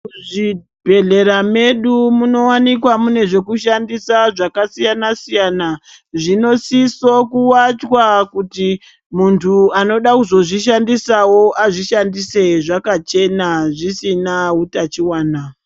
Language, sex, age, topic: Ndau, male, 36-49, health